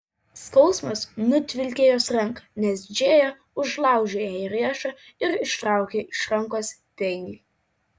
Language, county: Lithuanian, Vilnius